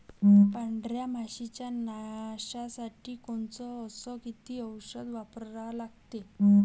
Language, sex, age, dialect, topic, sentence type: Marathi, female, 18-24, Varhadi, agriculture, question